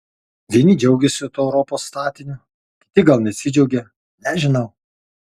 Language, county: Lithuanian, Kaunas